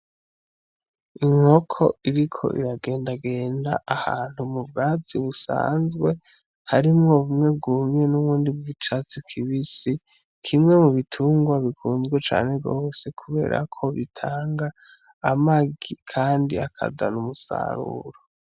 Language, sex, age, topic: Rundi, male, 18-24, agriculture